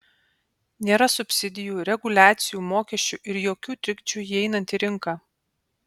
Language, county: Lithuanian, Panevėžys